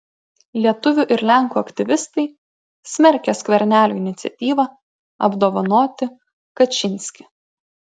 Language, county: Lithuanian, Klaipėda